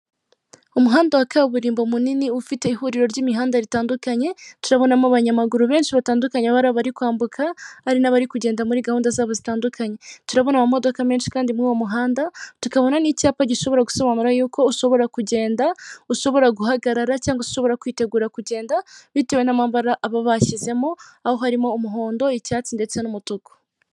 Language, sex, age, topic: Kinyarwanda, female, 18-24, government